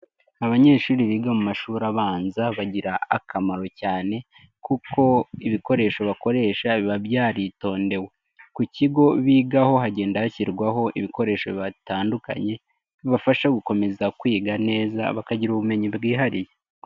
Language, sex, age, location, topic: Kinyarwanda, male, 18-24, Nyagatare, education